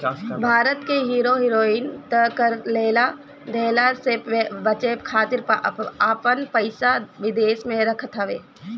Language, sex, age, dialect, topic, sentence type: Bhojpuri, male, 18-24, Northern, banking, statement